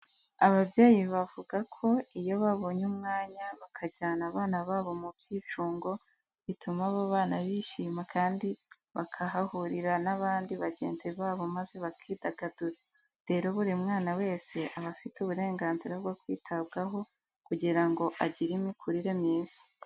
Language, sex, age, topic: Kinyarwanda, female, 18-24, education